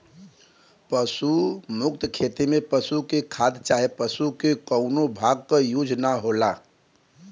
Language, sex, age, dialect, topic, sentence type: Bhojpuri, male, 25-30, Western, agriculture, statement